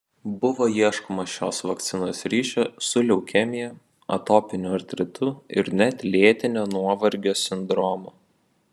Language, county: Lithuanian, Vilnius